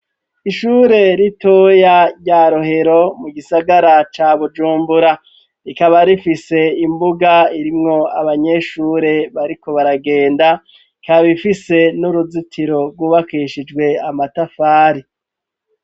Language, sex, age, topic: Rundi, male, 36-49, education